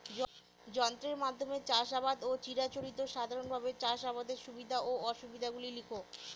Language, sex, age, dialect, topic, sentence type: Bengali, female, 18-24, Northern/Varendri, agriculture, question